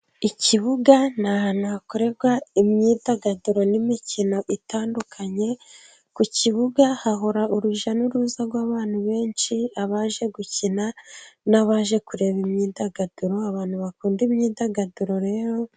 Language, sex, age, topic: Kinyarwanda, female, 25-35, government